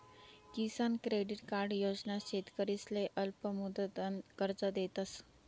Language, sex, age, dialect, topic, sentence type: Marathi, female, 25-30, Northern Konkan, agriculture, statement